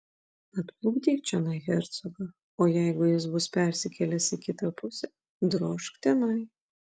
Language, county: Lithuanian, Vilnius